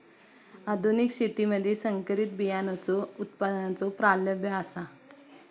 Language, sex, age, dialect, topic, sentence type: Marathi, female, 18-24, Southern Konkan, agriculture, statement